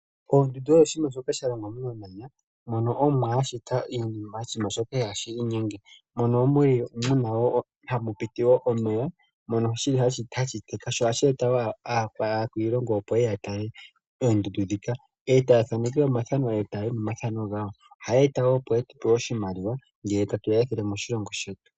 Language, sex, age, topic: Oshiwambo, male, 25-35, agriculture